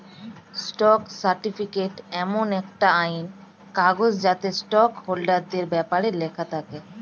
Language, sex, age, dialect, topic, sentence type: Bengali, female, 25-30, Standard Colloquial, banking, statement